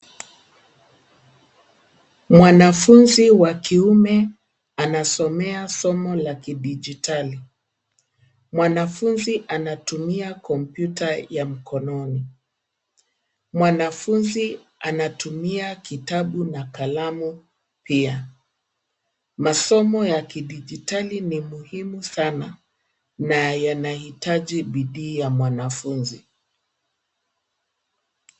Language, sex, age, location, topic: Swahili, female, 50+, Nairobi, education